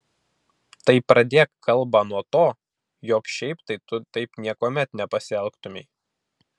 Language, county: Lithuanian, Vilnius